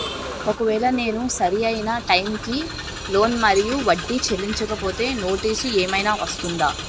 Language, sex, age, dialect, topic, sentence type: Telugu, male, 18-24, Utterandhra, banking, question